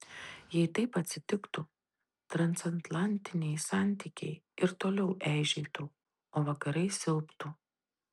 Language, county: Lithuanian, Tauragė